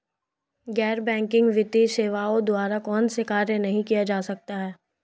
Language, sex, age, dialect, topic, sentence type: Hindi, female, 18-24, Marwari Dhudhari, banking, question